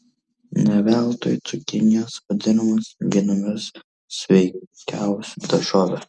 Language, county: Lithuanian, Kaunas